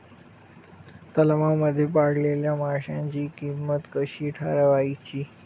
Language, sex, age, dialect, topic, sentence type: Marathi, male, 25-30, Standard Marathi, agriculture, question